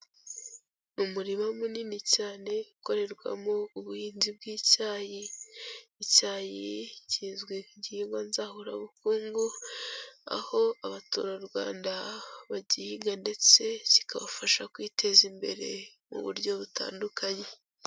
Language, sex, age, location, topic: Kinyarwanda, female, 18-24, Kigali, agriculture